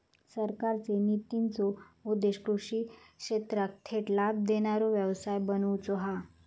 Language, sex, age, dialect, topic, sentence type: Marathi, female, 18-24, Southern Konkan, agriculture, statement